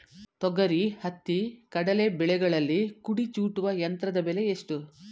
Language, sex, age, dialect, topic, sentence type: Kannada, female, 51-55, Mysore Kannada, agriculture, question